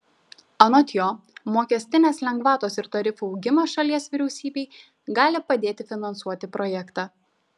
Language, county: Lithuanian, Šiauliai